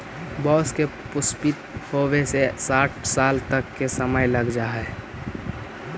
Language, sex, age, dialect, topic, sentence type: Magahi, male, 18-24, Central/Standard, banking, statement